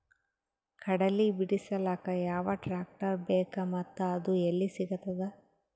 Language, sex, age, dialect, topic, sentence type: Kannada, female, 18-24, Northeastern, agriculture, question